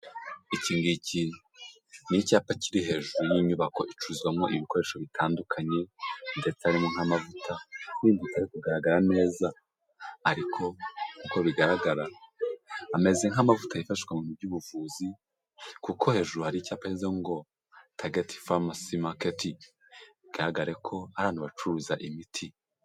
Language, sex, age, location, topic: Kinyarwanda, male, 18-24, Huye, health